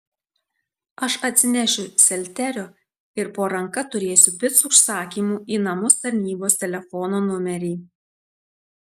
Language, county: Lithuanian, Tauragė